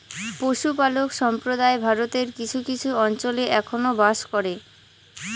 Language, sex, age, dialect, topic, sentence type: Bengali, female, 18-24, Northern/Varendri, agriculture, statement